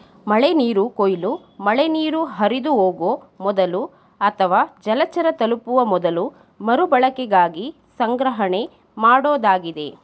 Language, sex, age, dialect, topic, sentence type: Kannada, female, 31-35, Mysore Kannada, agriculture, statement